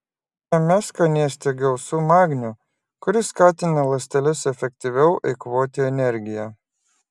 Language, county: Lithuanian, Klaipėda